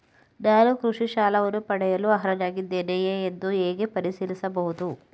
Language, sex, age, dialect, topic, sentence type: Kannada, male, 18-24, Mysore Kannada, banking, question